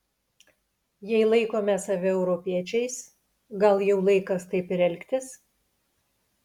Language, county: Lithuanian, Panevėžys